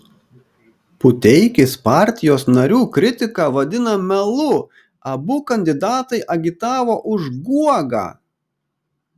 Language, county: Lithuanian, Kaunas